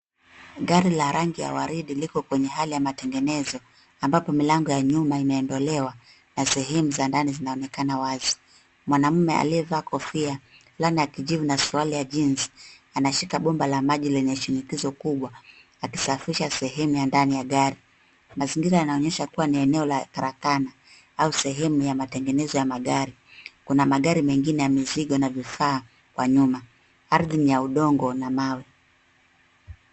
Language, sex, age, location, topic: Swahili, female, 36-49, Nairobi, finance